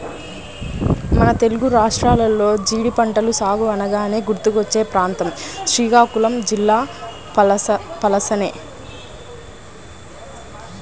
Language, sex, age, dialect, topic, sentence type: Telugu, female, 18-24, Central/Coastal, agriculture, statement